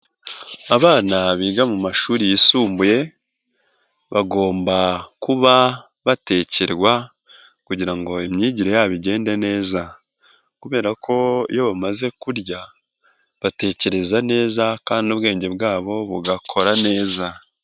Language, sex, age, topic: Kinyarwanda, male, 18-24, education